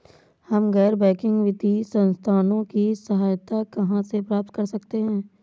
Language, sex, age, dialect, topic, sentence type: Hindi, female, 18-24, Awadhi Bundeli, banking, question